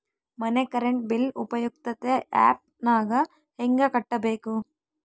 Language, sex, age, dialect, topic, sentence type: Kannada, female, 25-30, Central, banking, question